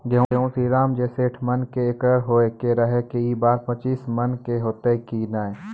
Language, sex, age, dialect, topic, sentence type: Maithili, male, 18-24, Angika, agriculture, question